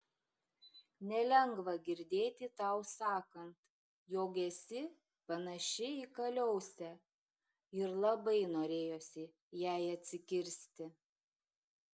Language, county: Lithuanian, Šiauliai